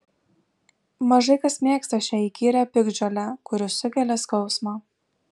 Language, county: Lithuanian, Alytus